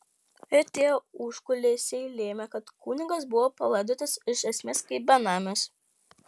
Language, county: Lithuanian, Panevėžys